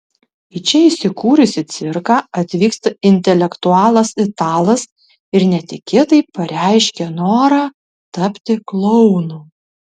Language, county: Lithuanian, Tauragė